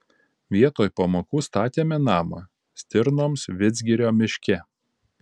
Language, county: Lithuanian, Panevėžys